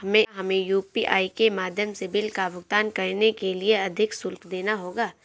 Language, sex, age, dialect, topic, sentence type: Hindi, female, 18-24, Awadhi Bundeli, banking, question